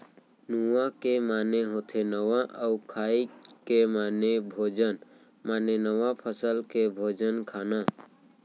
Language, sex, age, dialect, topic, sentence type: Chhattisgarhi, male, 18-24, Central, agriculture, statement